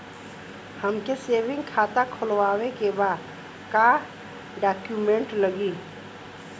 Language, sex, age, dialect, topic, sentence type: Bhojpuri, female, 41-45, Western, banking, question